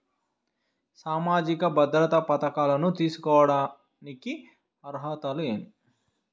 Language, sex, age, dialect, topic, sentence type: Telugu, male, 18-24, Southern, banking, question